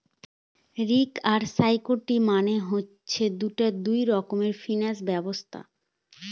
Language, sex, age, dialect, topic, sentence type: Bengali, female, 18-24, Northern/Varendri, banking, statement